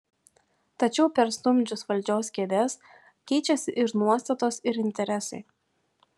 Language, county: Lithuanian, Panevėžys